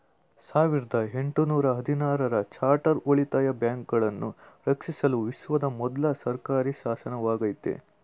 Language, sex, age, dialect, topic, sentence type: Kannada, male, 18-24, Mysore Kannada, banking, statement